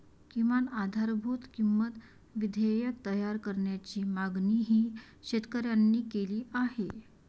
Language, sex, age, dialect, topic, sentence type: Marathi, female, 31-35, Varhadi, agriculture, statement